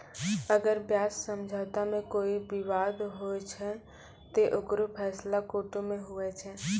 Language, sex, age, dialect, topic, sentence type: Maithili, female, 18-24, Angika, banking, statement